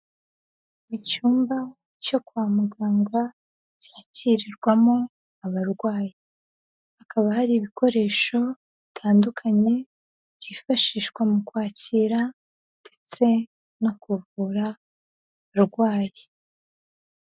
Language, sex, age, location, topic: Kinyarwanda, female, 18-24, Huye, health